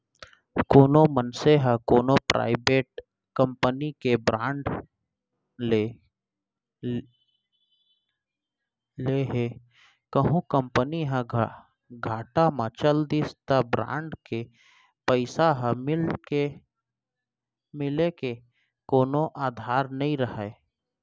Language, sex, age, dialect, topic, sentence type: Chhattisgarhi, male, 31-35, Central, banking, statement